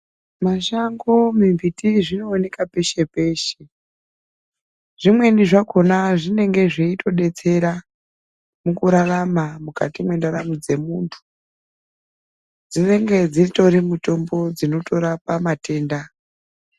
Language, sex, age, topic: Ndau, female, 36-49, health